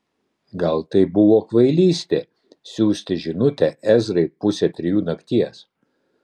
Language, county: Lithuanian, Vilnius